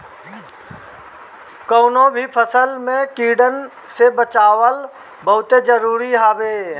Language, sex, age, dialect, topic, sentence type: Bhojpuri, male, 60-100, Northern, agriculture, statement